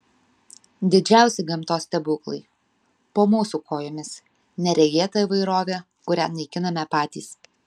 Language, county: Lithuanian, Vilnius